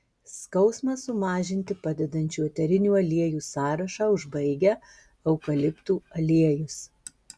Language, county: Lithuanian, Marijampolė